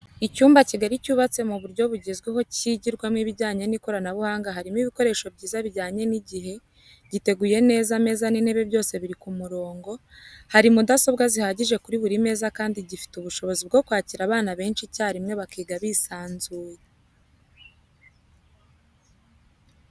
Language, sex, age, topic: Kinyarwanda, female, 18-24, education